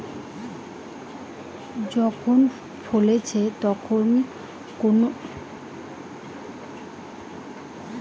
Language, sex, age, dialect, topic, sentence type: Bengali, female, 25-30, Rajbangshi, agriculture, statement